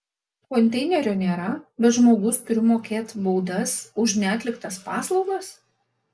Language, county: Lithuanian, Alytus